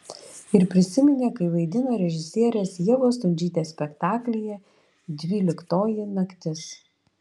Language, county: Lithuanian, Vilnius